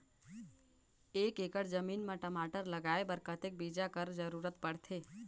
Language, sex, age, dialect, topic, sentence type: Chhattisgarhi, female, 31-35, Northern/Bhandar, agriculture, question